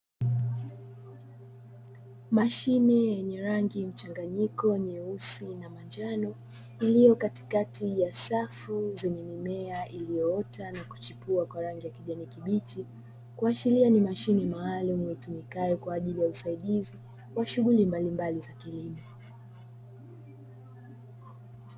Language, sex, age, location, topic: Swahili, female, 25-35, Dar es Salaam, agriculture